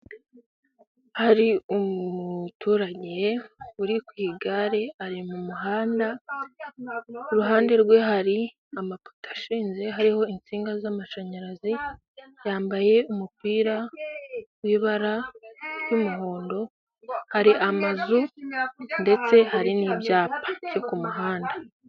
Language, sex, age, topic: Kinyarwanda, female, 18-24, government